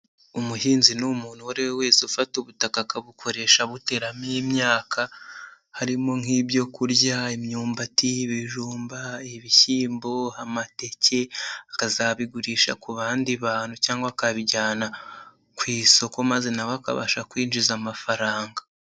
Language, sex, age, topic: Kinyarwanda, male, 18-24, health